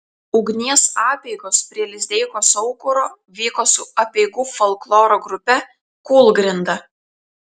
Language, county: Lithuanian, Telšiai